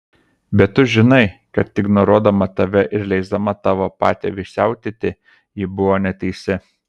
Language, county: Lithuanian, Kaunas